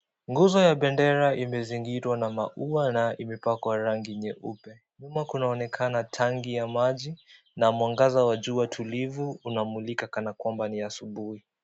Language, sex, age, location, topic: Swahili, male, 18-24, Kisii, education